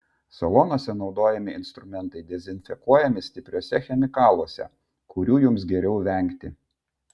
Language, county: Lithuanian, Vilnius